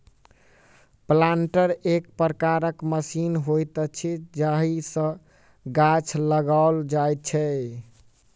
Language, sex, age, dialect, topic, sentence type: Maithili, male, 18-24, Southern/Standard, agriculture, statement